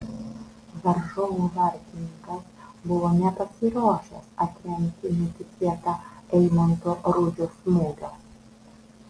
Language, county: Lithuanian, Vilnius